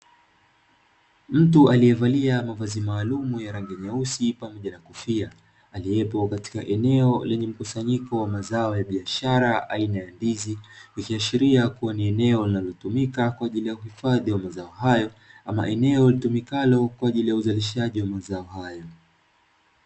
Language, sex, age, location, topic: Swahili, male, 25-35, Dar es Salaam, agriculture